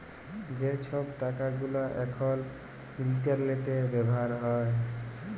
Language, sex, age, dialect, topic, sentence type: Bengali, male, 18-24, Jharkhandi, banking, statement